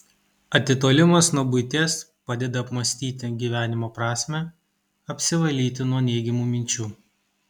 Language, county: Lithuanian, Kaunas